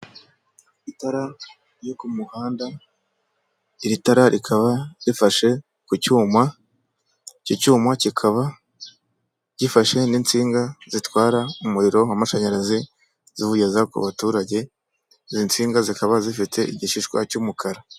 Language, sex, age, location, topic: Kinyarwanda, male, 18-24, Kigali, government